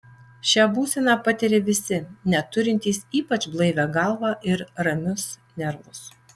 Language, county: Lithuanian, Alytus